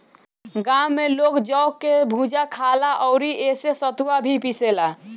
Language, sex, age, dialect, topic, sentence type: Bhojpuri, male, 18-24, Northern, agriculture, statement